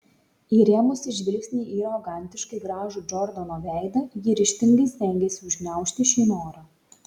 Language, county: Lithuanian, Šiauliai